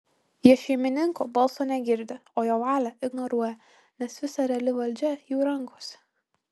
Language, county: Lithuanian, Marijampolė